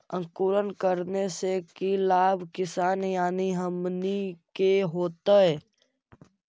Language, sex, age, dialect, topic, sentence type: Magahi, male, 51-55, Central/Standard, agriculture, question